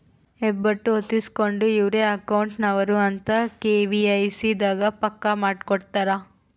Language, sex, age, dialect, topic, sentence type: Kannada, female, 18-24, Central, banking, statement